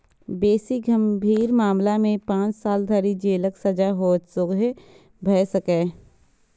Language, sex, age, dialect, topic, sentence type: Maithili, female, 18-24, Eastern / Thethi, banking, statement